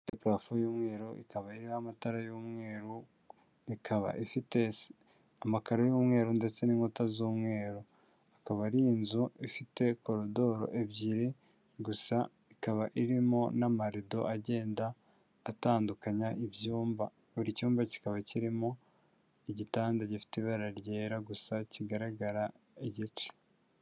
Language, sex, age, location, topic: Kinyarwanda, male, 18-24, Huye, health